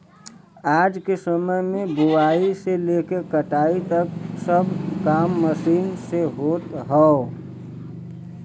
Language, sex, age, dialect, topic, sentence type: Bhojpuri, male, 25-30, Western, agriculture, statement